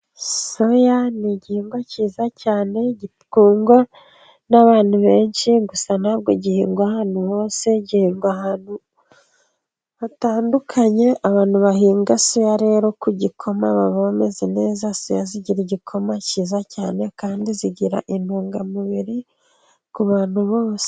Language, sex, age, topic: Kinyarwanda, female, 25-35, agriculture